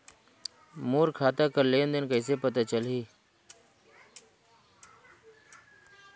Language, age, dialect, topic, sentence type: Chhattisgarhi, 41-45, Northern/Bhandar, banking, question